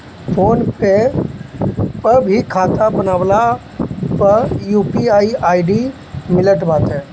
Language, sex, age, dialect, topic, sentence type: Bhojpuri, male, 31-35, Northern, banking, statement